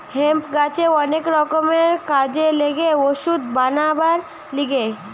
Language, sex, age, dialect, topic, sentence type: Bengali, female, 18-24, Western, agriculture, statement